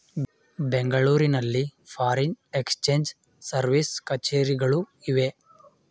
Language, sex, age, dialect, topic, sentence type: Kannada, male, 18-24, Mysore Kannada, banking, statement